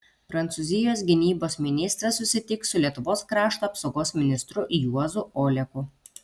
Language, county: Lithuanian, Kaunas